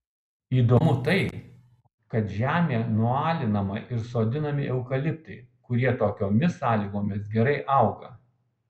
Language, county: Lithuanian, Kaunas